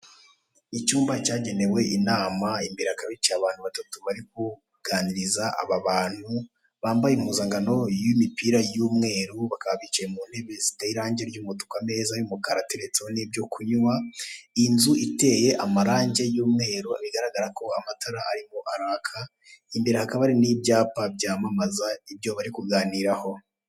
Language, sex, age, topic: Kinyarwanda, male, 18-24, government